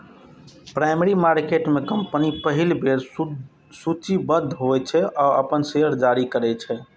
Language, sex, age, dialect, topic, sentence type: Maithili, male, 25-30, Eastern / Thethi, banking, statement